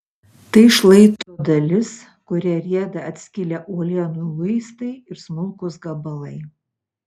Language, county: Lithuanian, Utena